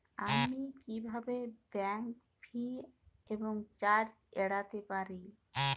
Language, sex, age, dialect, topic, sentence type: Bengali, female, 18-24, Jharkhandi, banking, question